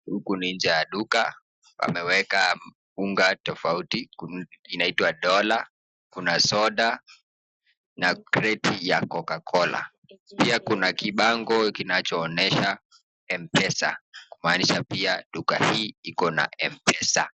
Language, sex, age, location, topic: Swahili, male, 18-24, Nakuru, finance